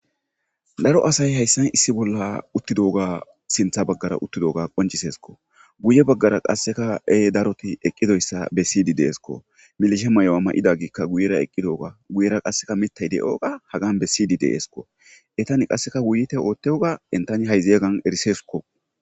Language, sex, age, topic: Gamo, male, 25-35, government